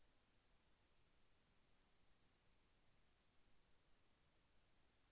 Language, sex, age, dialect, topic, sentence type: Telugu, male, 25-30, Central/Coastal, banking, question